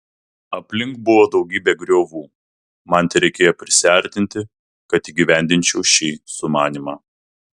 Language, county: Lithuanian, Vilnius